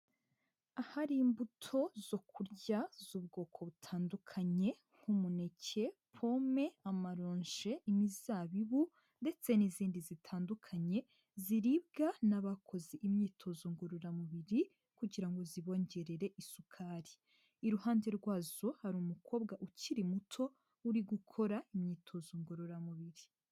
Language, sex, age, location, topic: Kinyarwanda, female, 18-24, Huye, health